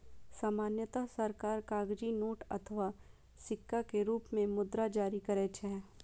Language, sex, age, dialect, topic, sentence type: Maithili, female, 25-30, Eastern / Thethi, banking, statement